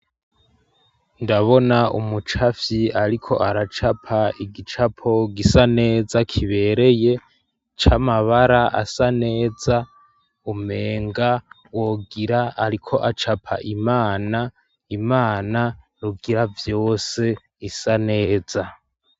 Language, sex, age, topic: Rundi, male, 18-24, education